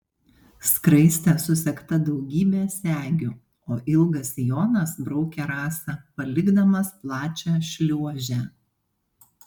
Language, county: Lithuanian, Panevėžys